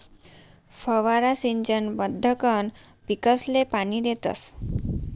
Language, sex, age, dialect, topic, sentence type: Marathi, female, 18-24, Northern Konkan, agriculture, statement